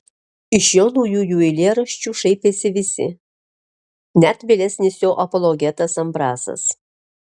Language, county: Lithuanian, Alytus